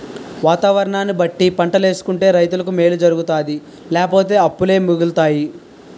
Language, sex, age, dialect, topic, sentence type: Telugu, male, 18-24, Utterandhra, agriculture, statement